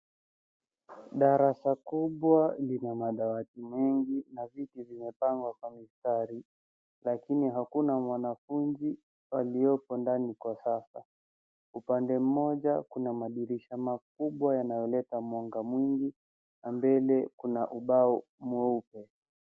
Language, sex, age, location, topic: Swahili, male, 50+, Nairobi, education